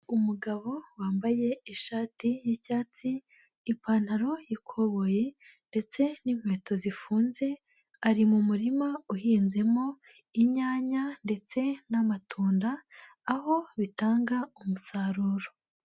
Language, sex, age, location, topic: Kinyarwanda, female, 25-35, Huye, agriculture